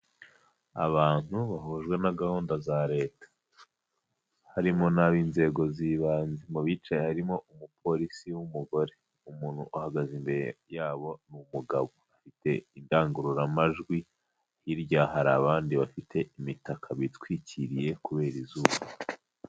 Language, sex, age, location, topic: Kinyarwanda, male, 25-35, Huye, health